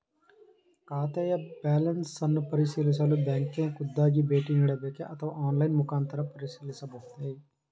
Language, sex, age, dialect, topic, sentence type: Kannada, male, 41-45, Mysore Kannada, banking, question